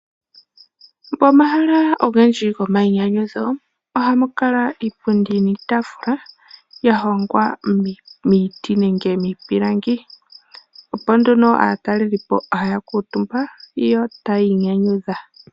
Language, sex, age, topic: Oshiwambo, male, 18-24, finance